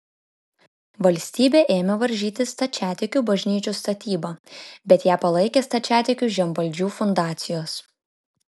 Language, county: Lithuanian, Kaunas